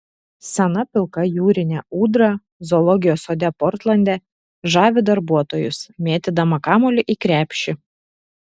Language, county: Lithuanian, Šiauliai